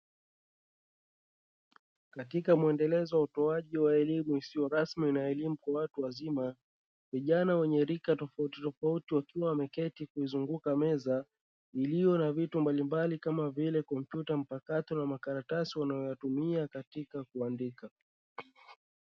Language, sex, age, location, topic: Swahili, male, 36-49, Dar es Salaam, education